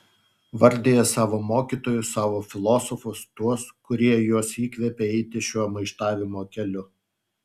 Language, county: Lithuanian, Utena